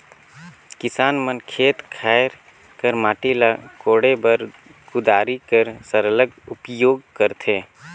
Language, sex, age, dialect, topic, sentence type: Chhattisgarhi, male, 18-24, Northern/Bhandar, agriculture, statement